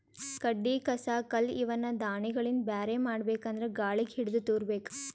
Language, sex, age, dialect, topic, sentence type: Kannada, female, 18-24, Northeastern, agriculture, statement